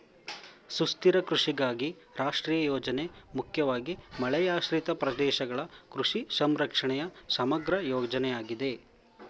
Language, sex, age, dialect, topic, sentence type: Kannada, male, 25-30, Mysore Kannada, agriculture, statement